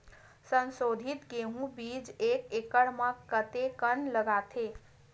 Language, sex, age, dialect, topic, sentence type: Chhattisgarhi, female, 18-24, Western/Budati/Khatahi, agriculture, question